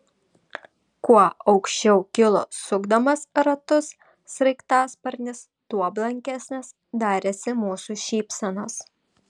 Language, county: Lithuanian, Vilnius